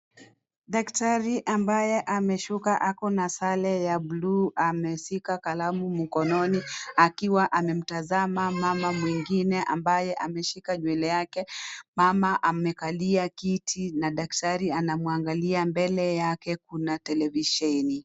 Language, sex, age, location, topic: Swahili, female, 36-49, Kisii, health